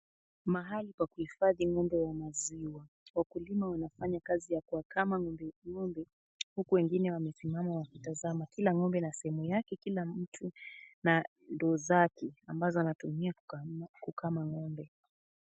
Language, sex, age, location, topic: Swahili, female, 18-24, Kisumu, agriculture